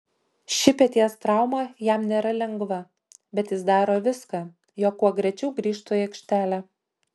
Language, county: Lithuanian, Utena